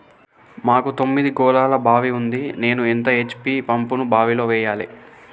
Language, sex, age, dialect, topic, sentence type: Telugu, male, 18-24, Telangana, agriculture, question